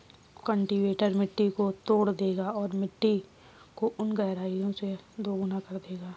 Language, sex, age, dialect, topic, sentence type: Hindi, female, 18-24, Kanauji Braj Bhasha, agriculture, statement